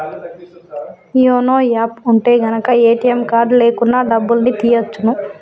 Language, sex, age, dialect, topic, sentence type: Telugu, female, 31-35, Telangana, banking, statement